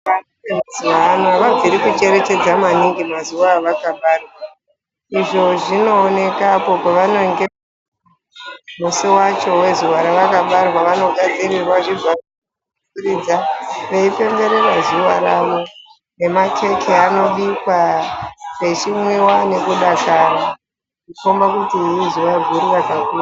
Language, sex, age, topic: Ndau, female, 36-49, health